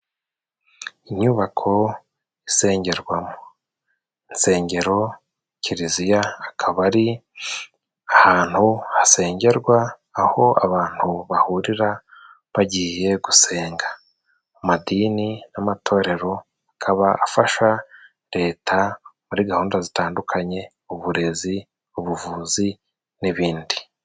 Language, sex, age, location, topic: Kinyarwanda, male, 36-49, Musanze, government